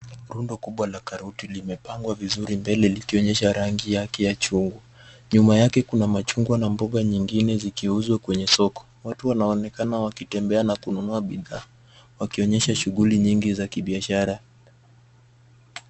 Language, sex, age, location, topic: Swahili, male, 18-24, Nairobi, finance